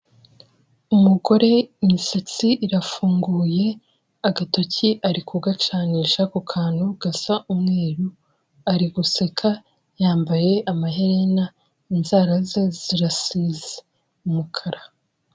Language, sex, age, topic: Kinyarwanda, female, 18-24, finance